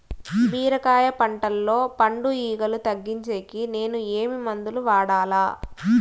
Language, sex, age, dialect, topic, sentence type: Telugu, female, 18-24, Southern, agriculture, question